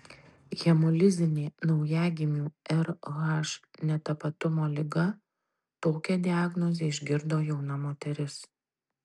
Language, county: Lithuanian, Tauragė